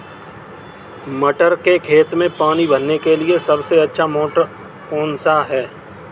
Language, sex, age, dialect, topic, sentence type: Hindi, male, 36-40, Kanauji Braj Bhasha, agriculture, question